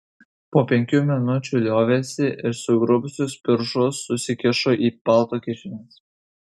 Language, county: Lithuanian, Kaunas